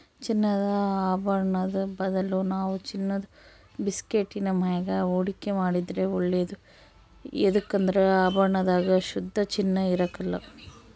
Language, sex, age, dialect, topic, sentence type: Kannada, female, 25-30, Central, banking, statement